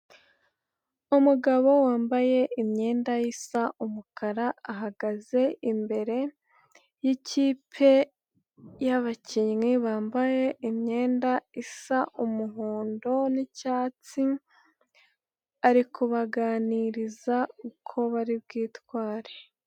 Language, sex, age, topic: Kinyarwanda, female, 18-24, government